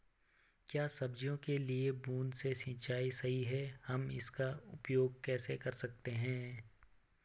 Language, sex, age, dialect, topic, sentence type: Hindi, male, 25-30, Garhwali, agriculture, question